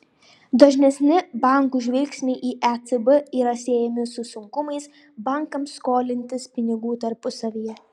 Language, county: Lithuanian, Šiauliai